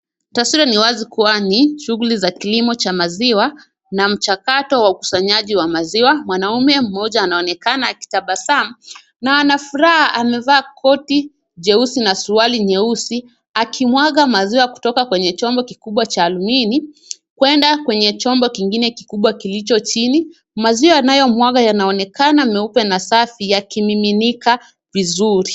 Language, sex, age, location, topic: Swahili, female, 18-24, Kisumu, agriculture